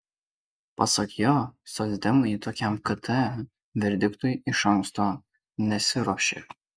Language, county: Lithuanian, Kaunas